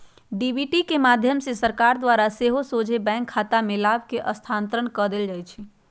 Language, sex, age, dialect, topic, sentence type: Magahi, female, 46-50, Western, banking, statement